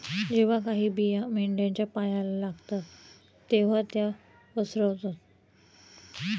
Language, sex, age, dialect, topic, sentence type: Marathi, female, 31-35, Standard Marathi, agriculture, statement